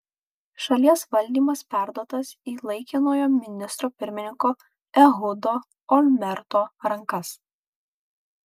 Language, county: Lithuanian, Kaunas